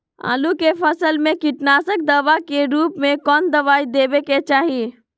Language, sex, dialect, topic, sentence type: Magahi, female, Southern, agriculture, question